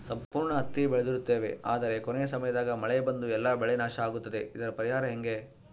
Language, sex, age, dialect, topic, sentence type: Kannada, male, 31-35, Central, agriculture, question